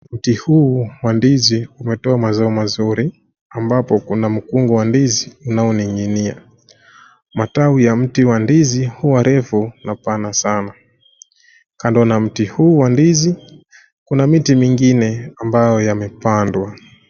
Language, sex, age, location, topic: Swahili, male, 25-35, Nairobi, health